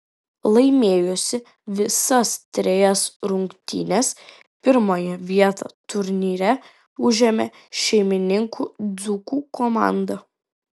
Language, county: Lithuanian, Vilnius